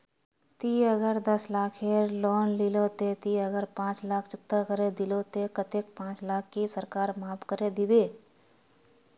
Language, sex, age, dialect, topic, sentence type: Magahi, female, 18-24, Northeastern/Surjapuri, banking, question